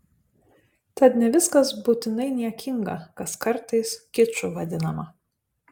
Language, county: Lithuanian, Panevėžys